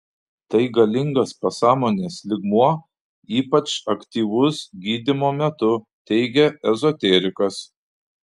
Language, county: Lithuanian, Panevėžys